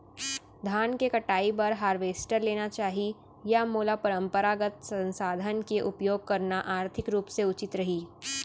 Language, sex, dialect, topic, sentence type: Chhattisgarhi, female, Central, agriculture, question